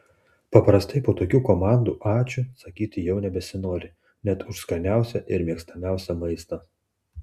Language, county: Lithuanian, Tauragė